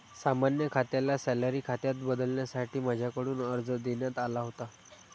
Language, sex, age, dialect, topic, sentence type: Marathi, male, 31-35, Standard Marathi, banking, statement